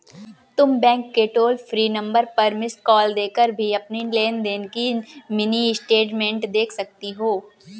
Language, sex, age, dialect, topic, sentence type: Hindi, female, 18-24, Kanauji Braj Bhasha, banking, statement